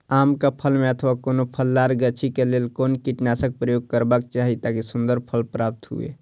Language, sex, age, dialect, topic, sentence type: Maithili, male, 18-24, Eastern / Thethi, agriculture, question